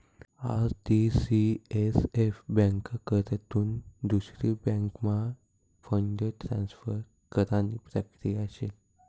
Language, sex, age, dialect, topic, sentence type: Marathi, male, 18-24, Northern Konkan, banking, statement